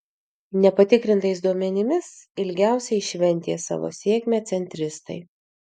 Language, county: Lithuanian, Vilnius